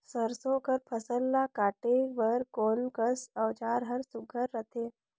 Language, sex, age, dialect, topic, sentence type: Chhattisgarhi, female, 46-50, Northern/Bhandar, agriculture, question